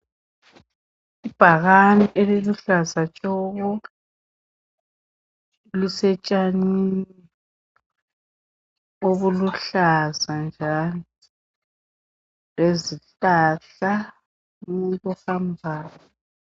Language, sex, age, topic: North Ndebele, female, 50+, education